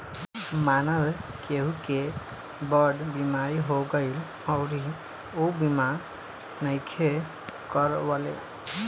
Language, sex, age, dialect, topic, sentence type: Bhojpuri, male, 18-24, Southern / Standard, banking, statement